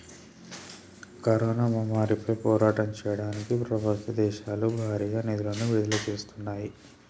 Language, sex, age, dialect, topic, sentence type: Telugu, male, 31-35, Telangana, banking, statement